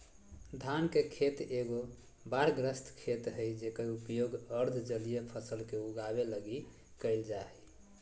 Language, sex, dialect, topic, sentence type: Magahi, male, Southern, agriculture, statement